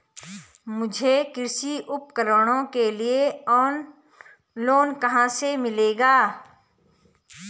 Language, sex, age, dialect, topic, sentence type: Hindi, female, 36-40, Garhwali, agriculture, question